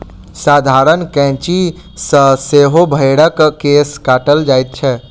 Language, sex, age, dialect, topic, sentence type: Maithili, male, 18-24, Southern/Standard, agriculture, statement